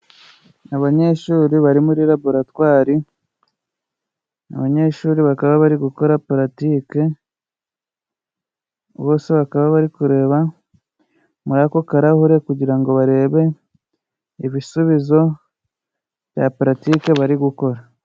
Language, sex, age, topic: Kinyarwanda, male, 25-35, education